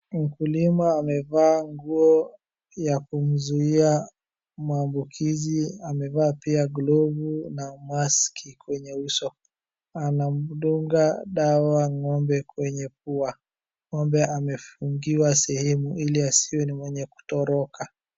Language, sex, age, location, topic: Swahili, male, 18-24, Wajir, health